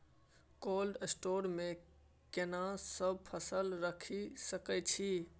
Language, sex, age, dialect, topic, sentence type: Maithili, male, 18-24, Bajjika, agriculture, question